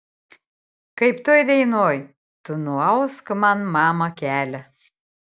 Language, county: Lithuanian, Šiauliai